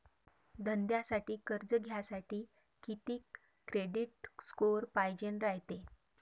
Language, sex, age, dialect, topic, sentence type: Marathi, female, 36-40, Varhadi, banking, question